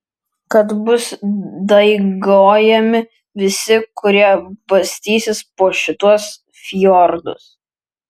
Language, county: Lithuanian, Vilnius